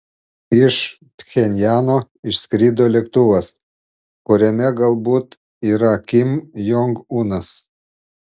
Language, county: Lithuanian, Panevėžys